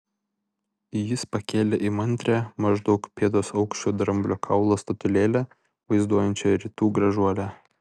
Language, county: Lithuanian, Vilnius